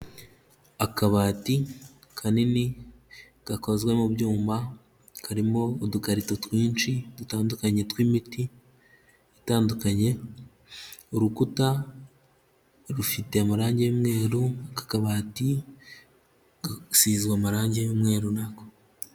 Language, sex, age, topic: Kinyarwanda, male, 25-35, health